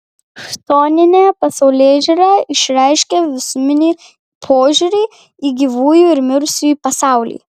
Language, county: Lithuanian, Kaunas